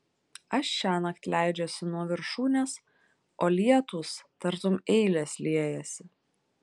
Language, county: Lithuanian, Klaipėda